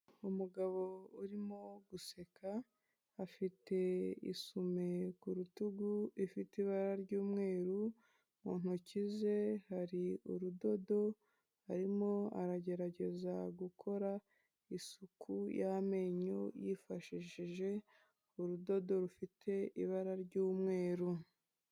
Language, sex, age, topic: Kinyarwanda, female, 25-35, health